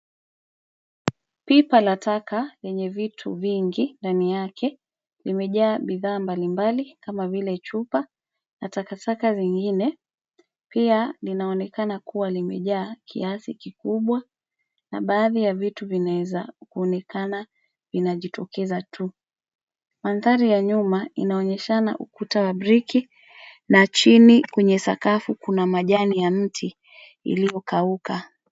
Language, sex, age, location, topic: Swahili, female, 25-35, Nairobi, health